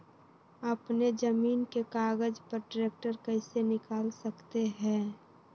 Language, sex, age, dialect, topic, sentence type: Magahi, female, 18-24, Western, agriculture, question